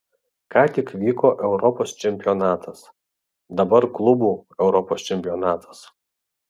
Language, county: Lithuanian, Vilnius